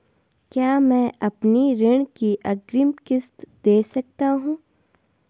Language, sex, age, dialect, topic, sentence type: Hindi, female, 18-24, Garhwali, banking, question